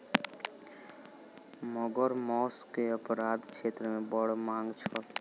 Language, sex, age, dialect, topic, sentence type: Maithili, male, 18-24, Southern/Standard, agriculture, statement